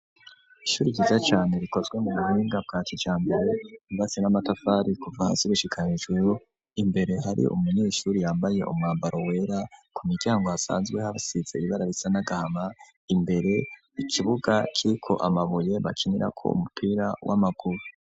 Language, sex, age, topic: Rundi, male, 25-35, education